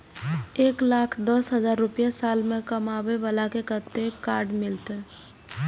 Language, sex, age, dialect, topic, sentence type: Maithili, female, 18-24, Eastern / Thethi, banking, question